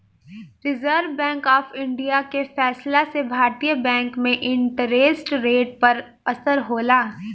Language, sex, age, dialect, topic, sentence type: Bhojpuri, female, 18-24, Southern / Standard, banking, statement